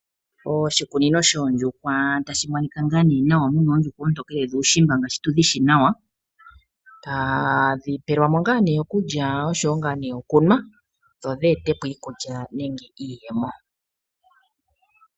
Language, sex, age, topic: Oshiwambo, female, 36-49, agriculture